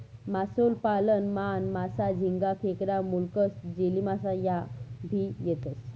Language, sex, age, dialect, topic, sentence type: Marathi, female, 31-35, Northern Konkan, agriculture, statement